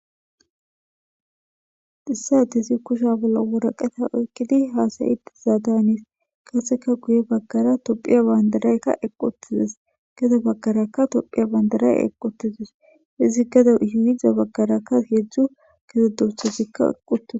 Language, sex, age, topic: Gamo, female, 18-24, government